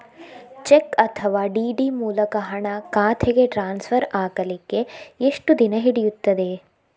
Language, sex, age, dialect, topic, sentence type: Kannada, female, 25-30, Coastal/Dakshin, banking, question